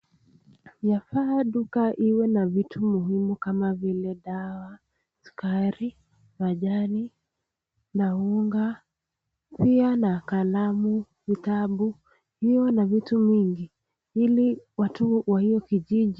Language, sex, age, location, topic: Swahili, female, 18-24, Nakuru, finance